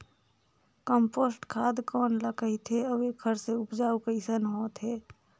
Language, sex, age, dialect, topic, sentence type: Chhattisgarhi, female, 18-24, Northern/Bhandar, agriculture, question